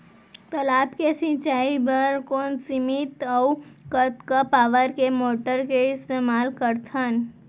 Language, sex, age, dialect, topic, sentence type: Chhattisgarhi, female, 18-24, Central, agriculture, question